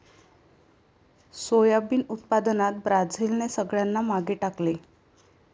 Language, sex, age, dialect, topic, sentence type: Marathi, female, 18-24, Varhadi, agriculture, statement